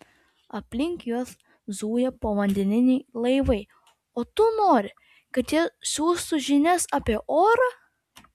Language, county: Lithuanian, Vilnius